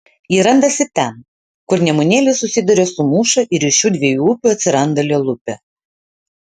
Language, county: Lithuanian, Utena